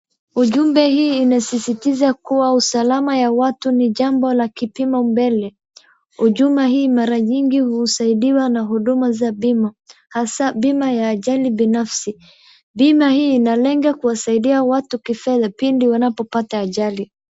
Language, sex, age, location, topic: Swahili, female, 18-24, Wajir, finance